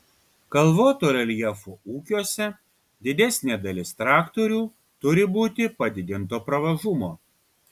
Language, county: Lithuanian, Kaunas